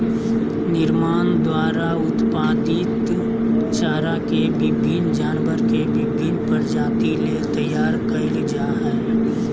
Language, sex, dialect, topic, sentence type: Magahi, male, Southern, agriculture, statement